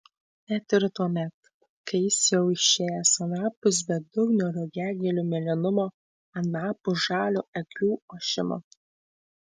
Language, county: Lithuanian, Tauragė